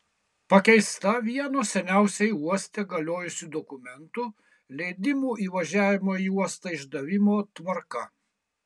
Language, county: Lithuanian, Kaunas